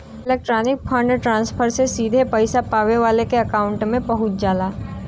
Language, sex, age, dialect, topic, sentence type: Bhojpuri, female, 18-24, Western, banking, statement